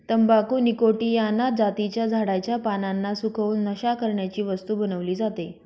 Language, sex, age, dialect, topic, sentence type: Marathi, female, 31-35, Northern Konkan, agriculture, statement